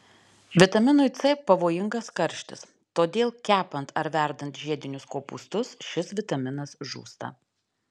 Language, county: Lithuanian, Alytus